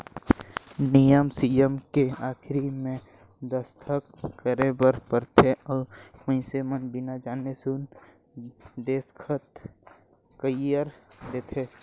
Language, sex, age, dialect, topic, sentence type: Chhattisgarhi, male, 60-100, Northern/Bhandar, banking, statement